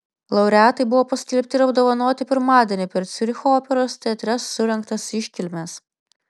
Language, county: Lithuanian, Vilnius